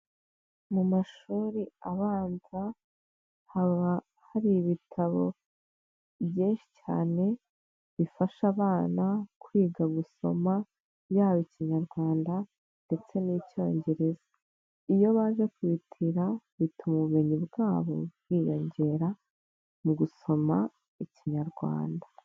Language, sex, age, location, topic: Kinyarwanda, female, 25-35, Nyagatare, education